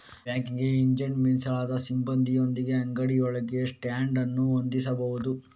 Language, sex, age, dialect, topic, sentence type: Kannada, male, 36-40, Coastal/Dakshin, banking, statement